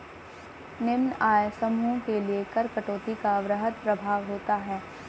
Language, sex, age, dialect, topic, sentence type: Hindi, male, 25-30, Hindustani Malvi Khadi Boli, banking, statement